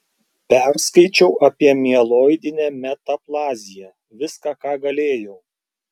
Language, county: Lithuanian, Klaipėda